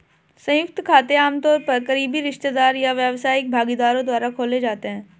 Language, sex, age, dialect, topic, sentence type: Hindi, female, 18-24, Marwari Dhudhari, banking, statement